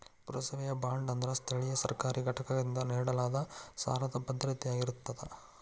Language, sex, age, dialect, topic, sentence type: Kannada, male, 41-45, Dharwad Kannada, banking, statement